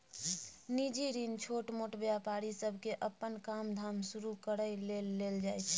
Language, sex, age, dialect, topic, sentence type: Maithili, female, 18-24, Bajjika, banking, statement